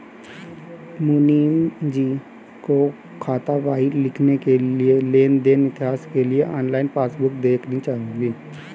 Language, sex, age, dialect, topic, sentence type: Hindi, male, 18-24, Hindustani Malvi Khadi Boli, banking, statement